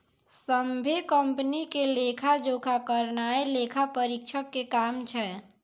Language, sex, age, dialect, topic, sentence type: Maithili, female, 60-100, Angika, banking, statement